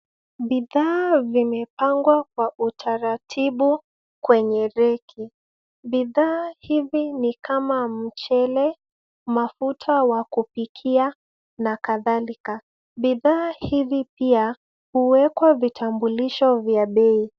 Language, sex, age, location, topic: Swahili, female, 25-35, Nairobi, finance